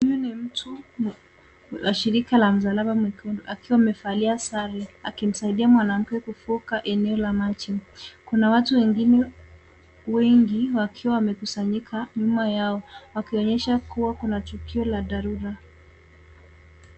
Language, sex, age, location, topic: Swahili, female, 18-24, Nairobi, health